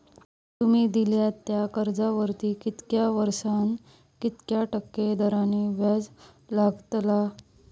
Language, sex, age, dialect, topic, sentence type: Marathi, female, 31-35, Southern Konkan, banking, question